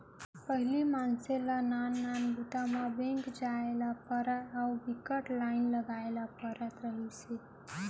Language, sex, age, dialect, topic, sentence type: Chhattisgarhi, female, 18-24, Central, banking, statement